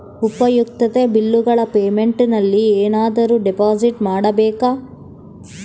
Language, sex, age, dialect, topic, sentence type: Kannada, female, 18-24, Central, banking, question